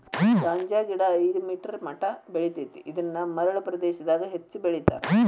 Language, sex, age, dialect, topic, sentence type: Kannada, female, 60-100, Dharwad Kannada, agriculture, statement